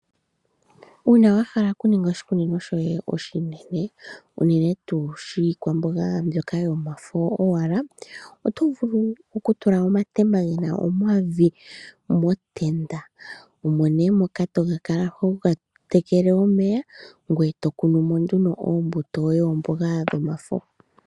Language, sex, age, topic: Oshiwambo, male, 25-35, agriculture